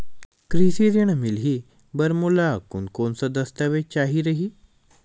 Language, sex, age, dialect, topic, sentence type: Chhattisgarhi, male, 18-24, Western/Budati/Khatahi, banking, question